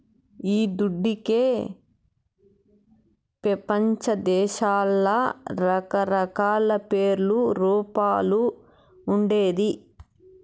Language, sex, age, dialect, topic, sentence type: Telugu, female, 31-35, Southern, banking, statement